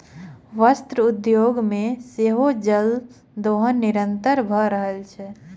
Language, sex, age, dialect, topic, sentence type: Maithili, female, 18-24, Southern/Standard, agriculture, statement